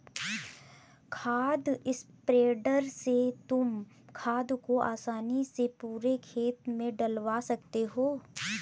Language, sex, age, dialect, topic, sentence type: Hindi, female, 18-24, Awadhi Bundeli, agriculture, statement